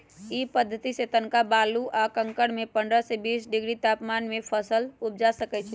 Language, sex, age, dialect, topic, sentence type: Magahi, male, 18-24, Western, agriculture, statement